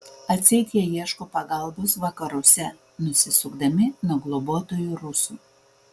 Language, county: Lithuanian, Vilnius